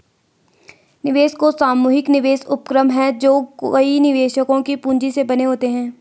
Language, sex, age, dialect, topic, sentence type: Hindi, female, 18-24, Garhwali, banking, statement